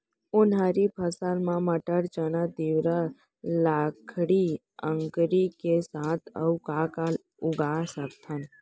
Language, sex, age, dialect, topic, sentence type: Chhattisgarhi, female, 18-24, Central, agriculture, question